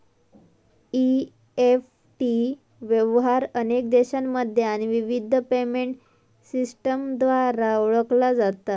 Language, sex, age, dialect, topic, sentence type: Marathi, female, 18-24, Southern Konkan, banking, statement